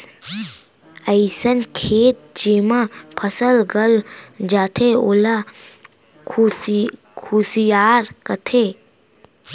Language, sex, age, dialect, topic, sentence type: Chhattisgarhi, male, 41-45, Central, agriculture, statement